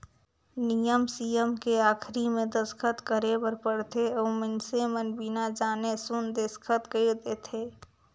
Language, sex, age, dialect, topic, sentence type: Chhattisgarhi, female, 41-45, Northern/Bhandar, banking, statement